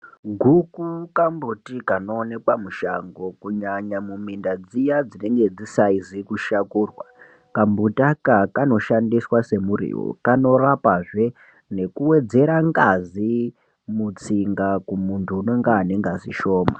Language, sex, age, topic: Ndau, male, 18-24, health